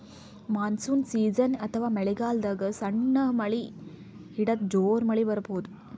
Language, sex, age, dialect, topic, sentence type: Kannada, female, 46-50, Northeastern, agriculture, statement